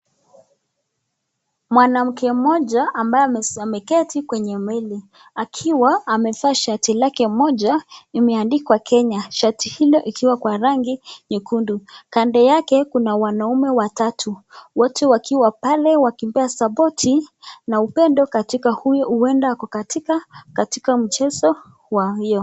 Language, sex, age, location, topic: Swahili, female, 25-35, Nakuru, education